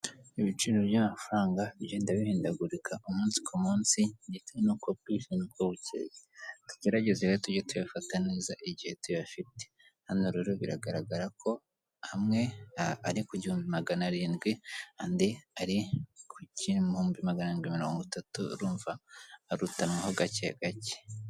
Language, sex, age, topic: Kinyarwanda, male, 18-24, finance